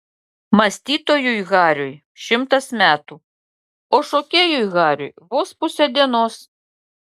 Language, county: Lithuanian, Klaipėda